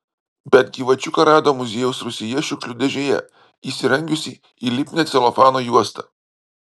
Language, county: Lithuanian, Vilnius